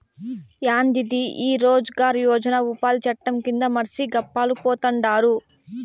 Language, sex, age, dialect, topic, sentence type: Telugu, female, 18-24, Southern, banking, statement